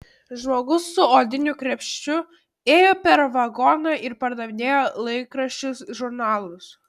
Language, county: Lithuanian, Kaunas